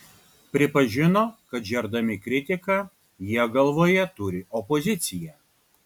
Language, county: Lithuanian, Kaunas